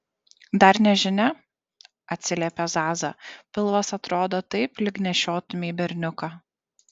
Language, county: Lithuanian, Šiauliai